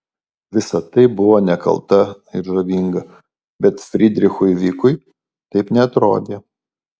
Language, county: Lithuanian, Alytus